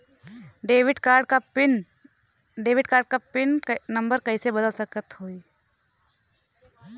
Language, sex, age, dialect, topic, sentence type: Bhojpuri, female, 18-24, Western, banking, question